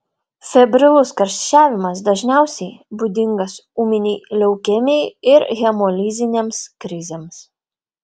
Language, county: Lithuanian, Vilnius